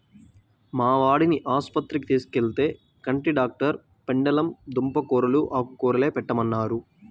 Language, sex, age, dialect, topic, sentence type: Telugu, male, 18-24, Central/Coastal, agriculture, statement